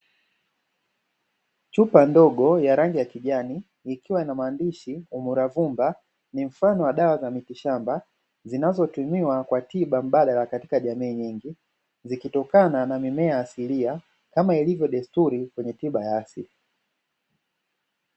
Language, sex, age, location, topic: Swahili, male, 25-35, Dar es Salaam, health